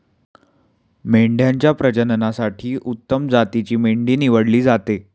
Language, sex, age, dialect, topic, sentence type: Marathi, male, 18-24, Standard Marathi, agriculture, statement